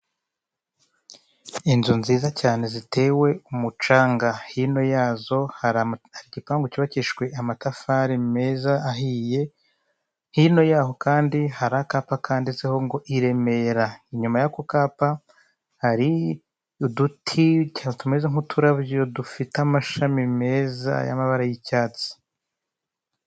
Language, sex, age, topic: Kinyarwanda, male, 25-35, government